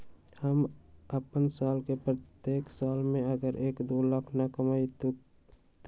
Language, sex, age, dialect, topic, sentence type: Magahi, male, 18-24, Western, banking, question